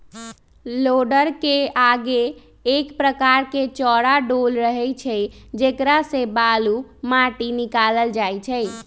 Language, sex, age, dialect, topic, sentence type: Magahi, male, 25-30, Western, agriculture, statement